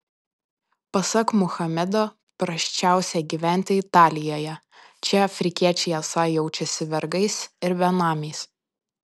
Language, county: Lithuanian, Panevėžys